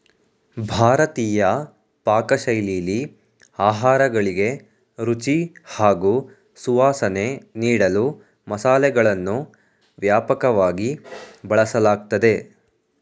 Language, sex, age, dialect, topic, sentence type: Kannada, male, 18-24, Mysore Kannada, agriculture, statement